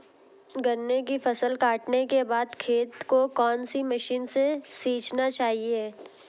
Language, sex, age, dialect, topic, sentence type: Hindi, female, 18-24, Hindustani Malvi Khadi Boli, agriculture, question